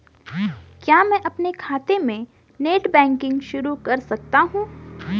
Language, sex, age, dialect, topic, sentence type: Hindi, female, 18-24, Garhwali, banking, question